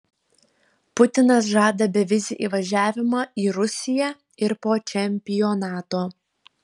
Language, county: Lithuanian, Panevėžys